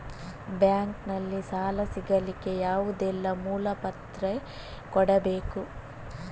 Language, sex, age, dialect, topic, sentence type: Kannada, female, 18-24, Coastal/Dakshin, banking, question